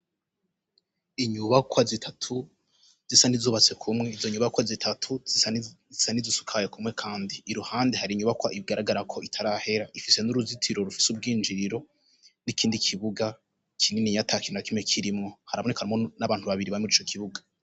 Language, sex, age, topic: Rundi, male, 18-24, education